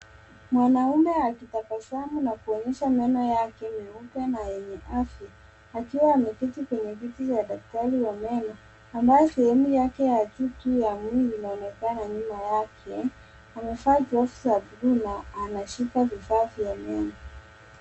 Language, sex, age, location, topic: Swahili, male, 18-24, Nairobi, health